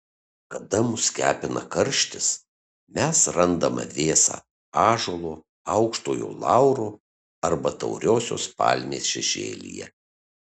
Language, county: Lithuanian, Kaunas